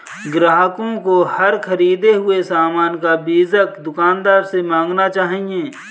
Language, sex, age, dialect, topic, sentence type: Hindi, male, 25-30, Kanauji Braj Bhasha, banking, statement